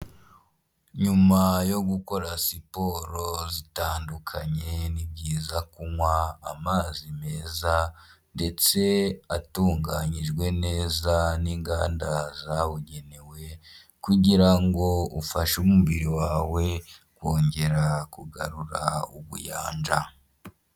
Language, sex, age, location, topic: Kinyarwanda, male, 25-35, Huye, health